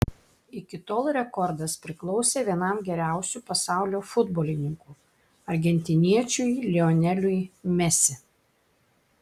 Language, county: Lithuanian, Klaipėda